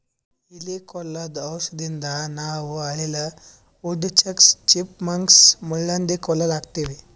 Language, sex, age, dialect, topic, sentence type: Kannada, male, 18-24, Northeastern, agriculture, statement